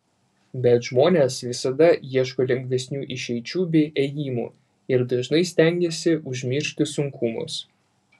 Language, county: Lithuanian, Vilnius